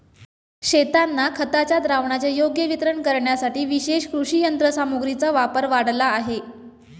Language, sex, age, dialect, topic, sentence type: Marathi, female, 25-30, Standard Marathi, agriculture, statement